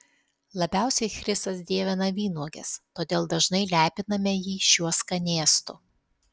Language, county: Lithuanian, Alytus